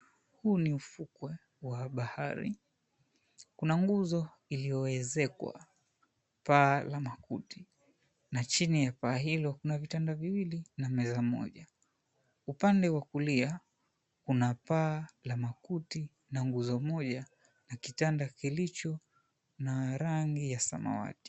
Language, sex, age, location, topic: Swahili, male, 25-35, Mombasa, government